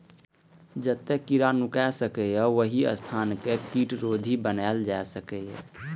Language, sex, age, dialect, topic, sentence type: Maithili, male, 18-24, Eastern / Thethi, agriculture, statement